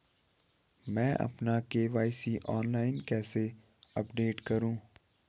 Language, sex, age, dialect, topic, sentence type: Hindi, female, 18-24, Hindustani Malvi Khadi Boli, banking, question